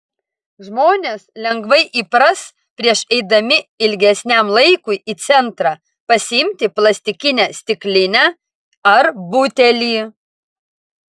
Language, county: Lithuanian, Vilnius